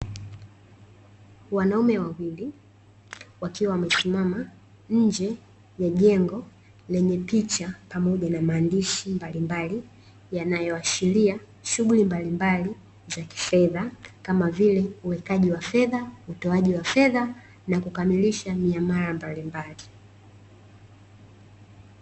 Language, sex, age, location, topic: Swahili, female, 18-24, Dar es Salaam, finance